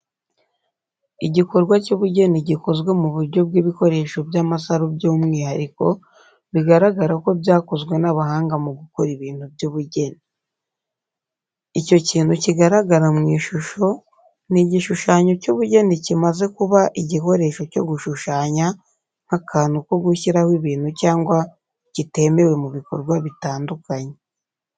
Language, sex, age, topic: Kinyarwanda, female, 18-24, education